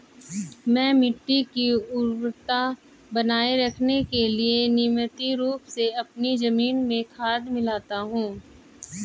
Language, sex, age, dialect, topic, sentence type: Hindi, male, 25-30, Hindustani Malvi Khadi Boli, agriculture, statement